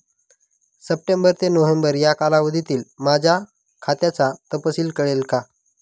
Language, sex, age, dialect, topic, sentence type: Marathi, male, 36-40, Northern Konkan, banking, question